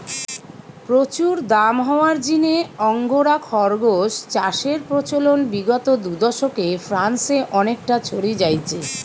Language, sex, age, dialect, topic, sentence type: Bengali, female, 46-50, Western, agriculture, statement